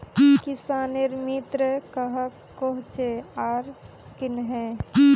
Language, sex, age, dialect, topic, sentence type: Magahi, female, 18-24, Northeastern/Surjapuri, agriculture, question